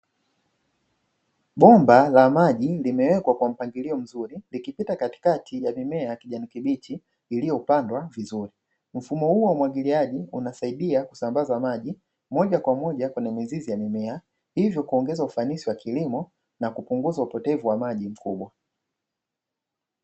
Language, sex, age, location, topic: Swahili, male, 25-35, Dar es Salaam, agriculture